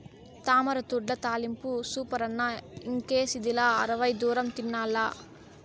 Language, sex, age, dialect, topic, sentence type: Telugu, female, 18-24, Southern, agriculture, statement